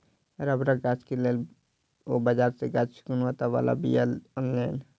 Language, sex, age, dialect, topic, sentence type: Maithili, male, 36-40, Southern/Standard, agriculture, statement